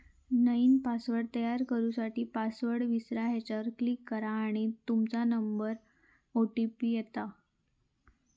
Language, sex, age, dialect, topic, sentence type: Marathi, female, 25-30, Southern Konkan, banking, statement